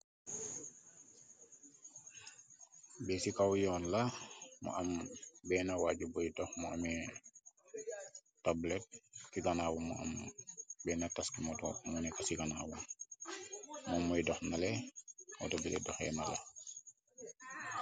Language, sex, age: Wolof, male, 25-35